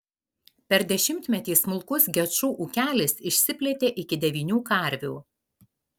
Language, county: Lithuanian, Alytus